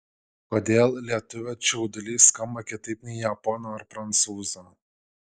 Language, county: Lithuanian, Šiauliai